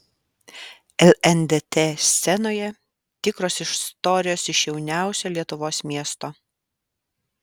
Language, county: Lithuanian, Alytus